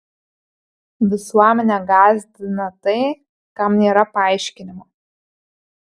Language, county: Lithuanian, Panevėžys